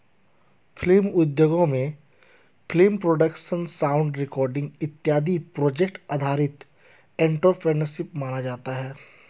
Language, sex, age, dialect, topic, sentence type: Hindi, male, 31-35, Hindustani Malvi Khadi Boli, banking, statement